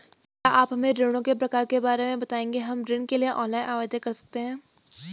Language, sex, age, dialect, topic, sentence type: Hindi, female, 18-24, Garhwali, banking, question